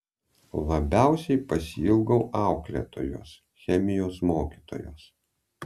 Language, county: Lithuanian, Vilnius